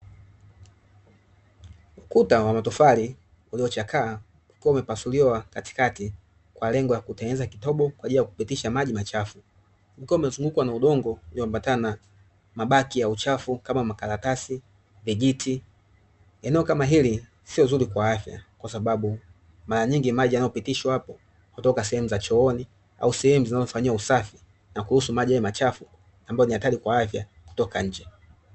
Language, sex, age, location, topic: Swahili, male, 25-35, Dar es Salaam, government